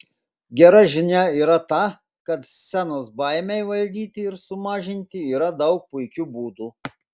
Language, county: Lithuanian, Klaipėda